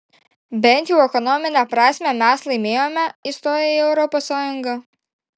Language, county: Lithuanian, Šiauliai